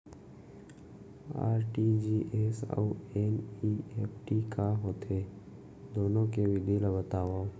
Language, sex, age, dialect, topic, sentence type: Chhattisgarhi, male, 18-24, Central, banking, question